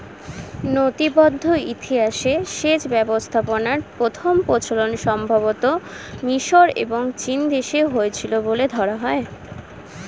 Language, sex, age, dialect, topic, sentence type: Bengali, female, 18-24, Standard Colloquial, agriculture, statement